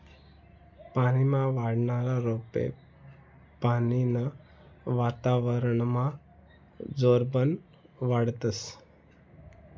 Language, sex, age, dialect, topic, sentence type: Marathi, male, 31-35, Northern Konkan, agriculture, statement